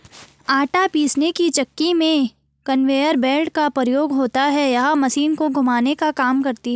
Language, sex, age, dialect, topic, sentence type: Hindi, female, 31-35, Garhwali, agriculture, statement